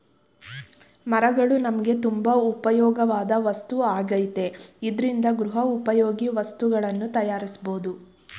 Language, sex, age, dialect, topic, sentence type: Kannada, female, 25-30, Mysore Kannada, agriculture, statement